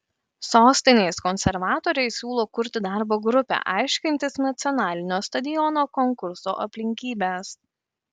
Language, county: Lithuanian, Kaunas